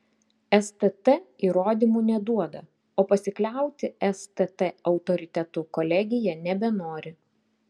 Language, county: Lithuanian, Klaipėda